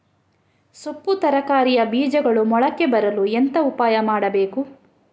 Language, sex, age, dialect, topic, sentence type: Kannada, female, 31-35, Coastal/Dakshin, agriculture, question